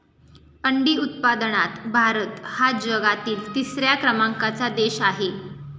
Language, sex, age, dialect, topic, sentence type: Marathi, female, 18-24, Standard Marathi, agriculture, statement